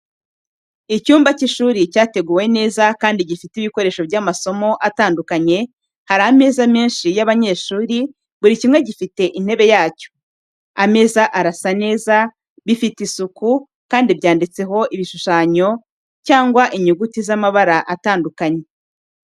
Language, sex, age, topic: Kinyarwanda, female, 36-49, education